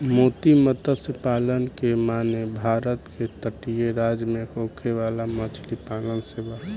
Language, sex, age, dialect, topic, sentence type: Bhojpuri, male, 18-24, Southern / Standard, agriculture, statement